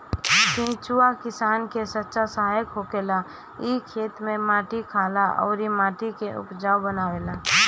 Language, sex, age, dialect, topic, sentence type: Bhojpuri, female, 18-24, Northern, agriculture, statement